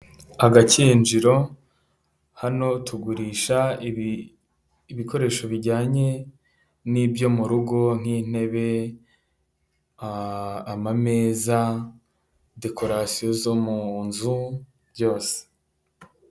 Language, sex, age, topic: Kinyarwanda, male, 18-24, finance